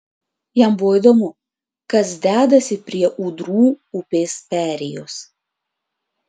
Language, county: Lithuanian, Klaipėda